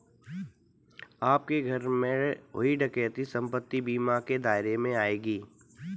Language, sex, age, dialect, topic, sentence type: Hindi, male, 25-30, Kanauji Braj Bhasha, banking, statement